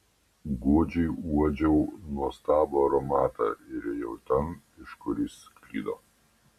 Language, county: Lithuanian, Panevėžys